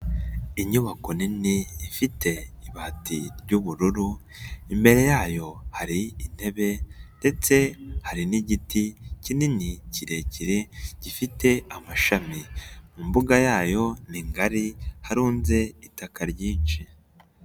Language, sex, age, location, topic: Kinyarwanda, male, 18-24, Nyagatare, education